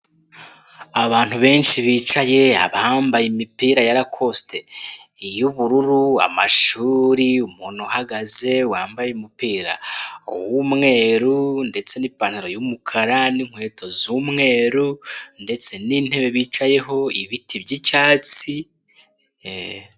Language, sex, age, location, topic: Kinyarwanda, male, 18-24, Nyagatare, education